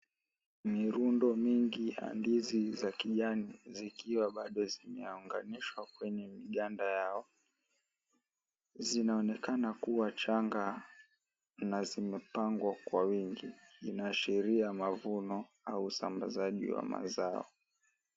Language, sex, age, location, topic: Swahili, male, 18-24, Mombasa, agriculture